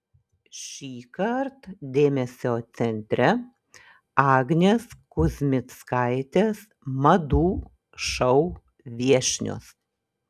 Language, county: Lithuanian, Šiauliai